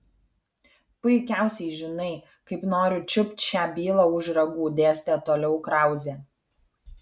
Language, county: Lithuanian, Kaunas